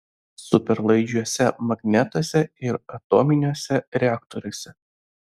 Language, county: Lithuanian, Vilnius